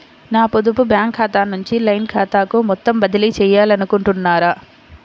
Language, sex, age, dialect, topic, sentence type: Telugu, female, 25-30, Central/Coastal, banking, question